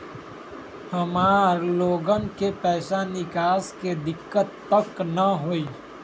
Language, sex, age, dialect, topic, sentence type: Magahi, male, 18-24, Western, banking, question